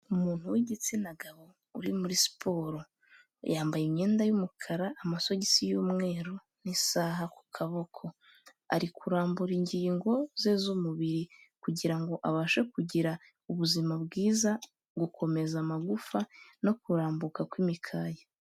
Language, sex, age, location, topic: Kinyarwanda, female, 18-24, Kigali, health